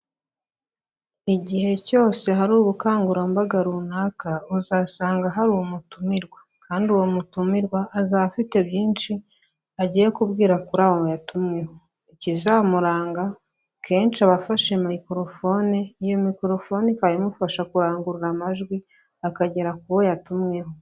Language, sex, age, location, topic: Kinyarwanda, female, 25-35, Huye, government